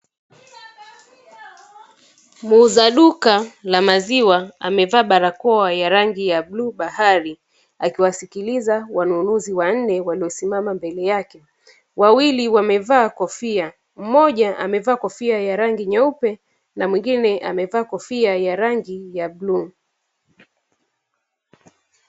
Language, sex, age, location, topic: Swahili, female, 25-35, Dar es Salaam, finance